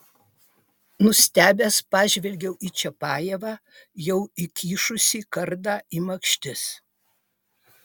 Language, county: Lithuanian, Utena